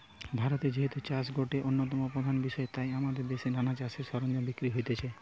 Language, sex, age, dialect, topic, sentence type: Bengali, male, 18-24, Western, agriculture, statement